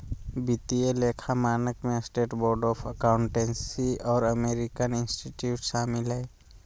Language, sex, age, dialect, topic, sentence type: Magahi, male, 18-24, Southern, banking, statement